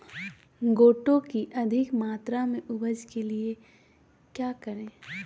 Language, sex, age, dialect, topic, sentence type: Magahi, female, 31-35, Southern, agriculture, question